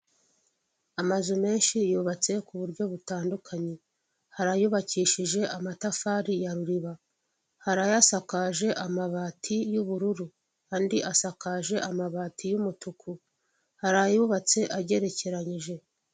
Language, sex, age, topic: Kinyarwanda, female, 36-49, government